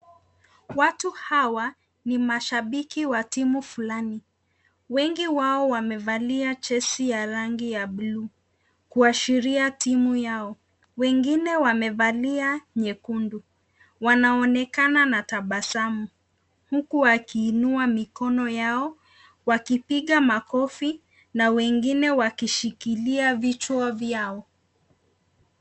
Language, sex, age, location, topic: Swahili, female, 25-35, Nakuru, government